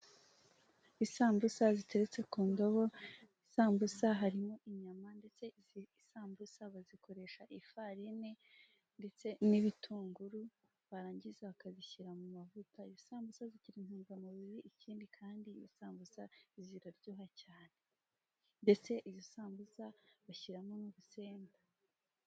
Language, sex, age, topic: Kinyarwanda, female, 18-24, finance